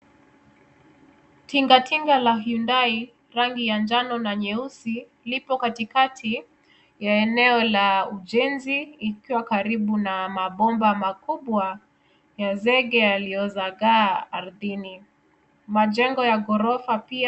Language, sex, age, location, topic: Swahili, female, 25-35, Kisumu, government